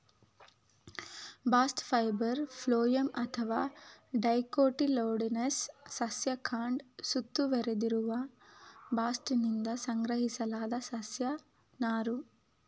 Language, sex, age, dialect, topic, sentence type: Kannada, female, 25-30, Mysore Kannada, agriculture, statement